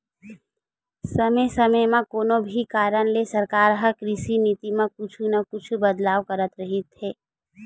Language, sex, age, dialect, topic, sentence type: Chhattisgarhi, female, 18-24, Western/Budati/Khatahi, agriculture, statement